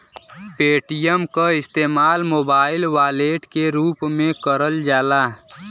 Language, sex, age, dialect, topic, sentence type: Bhojpuri, male, 18-24, Western, banking, statement